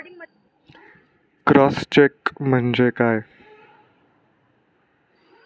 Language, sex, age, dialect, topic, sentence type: Marathi, male, 25-30, Standard Marathi, banking, question